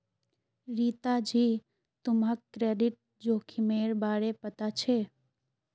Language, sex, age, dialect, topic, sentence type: Magahi, female, 18-24, Northeastern/Surjapuri, banking, statement